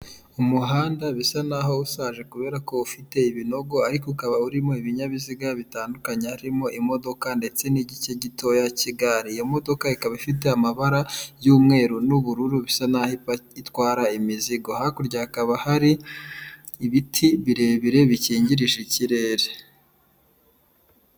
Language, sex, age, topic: Kinyarwanda, female, 18-24, government